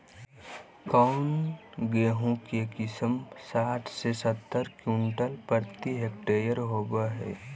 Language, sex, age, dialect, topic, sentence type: Magahi, male, 25-30, Southern, agriculture, question